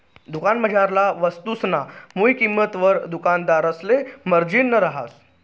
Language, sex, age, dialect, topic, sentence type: Marathi, male, 31-35, Northern Konkan, banking, statement